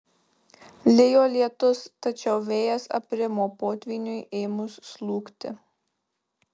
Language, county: Lithuanian, Marijampolė